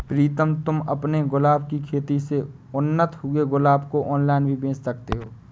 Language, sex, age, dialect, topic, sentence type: Hindi, male, 25-30, Awadhi Bundeli, agriculture, statement